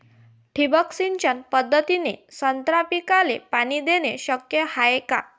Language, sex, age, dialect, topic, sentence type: Marathi, female, 18-24, Varhadi, agriculture, question